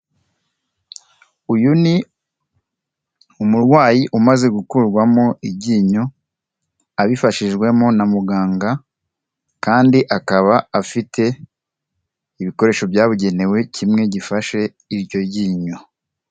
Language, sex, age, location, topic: Kinyarwanda, male, 18-24, Kigali, health